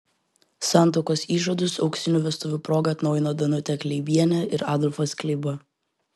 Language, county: Lithuanian, Vilnius